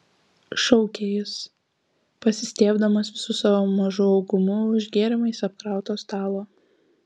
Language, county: Lithuanian, Kaunas